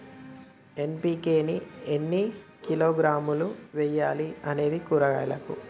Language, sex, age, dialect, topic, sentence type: Telugu, male, 18-24, Telangana, agriculture, question